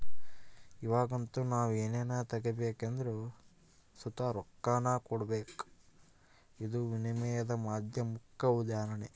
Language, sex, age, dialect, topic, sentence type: Kannada, male, 18-24, Central, banking, statement